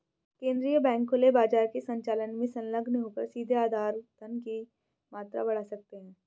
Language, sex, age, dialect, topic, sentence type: Hindi, female, 18-24, Hindustani Malvi Khadi Boli, banking, statement